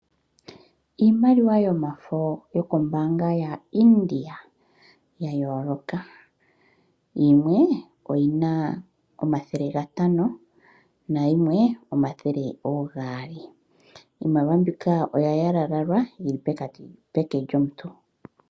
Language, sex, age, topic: Oshiwambo, female, 25-35, finance